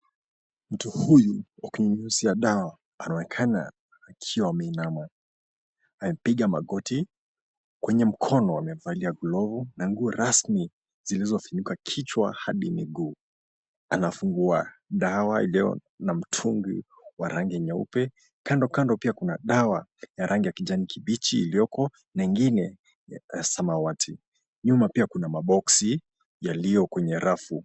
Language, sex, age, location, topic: Swahili, male, 25-35, Mombasa, health